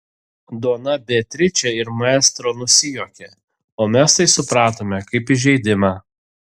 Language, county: Lithuanian, Telšiai